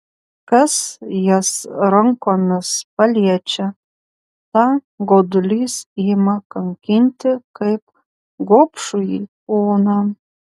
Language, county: Lithuanian, Panevėžys